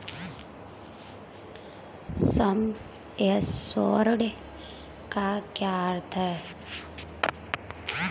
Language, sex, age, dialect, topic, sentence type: Hindi, female, 25-30, Marwari Dhudhari, banking, question